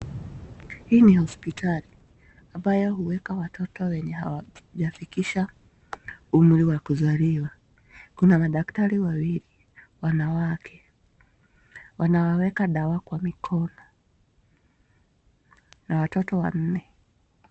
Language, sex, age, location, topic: Swahili, female, 25-35, Nakuru, health